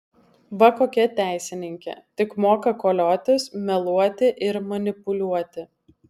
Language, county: Lithuanian, Alytus